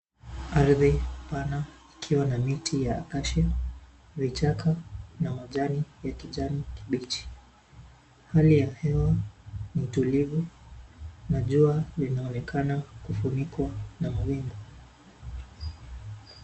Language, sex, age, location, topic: Swahili, male, 18-24, Nairobi, government